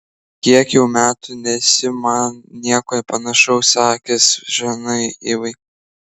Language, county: Lithuanian, Klaipėda